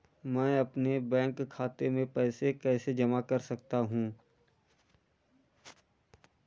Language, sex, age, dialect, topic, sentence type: Hindi, male, 41-45, Awadhi Bundeli, banking, question